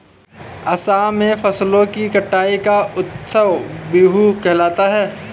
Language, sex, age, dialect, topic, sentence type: Hindi, male, 18-24, Awadhi Bundeli, agriculture, statement